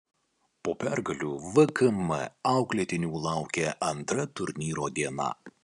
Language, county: Lithuanian, Kaunas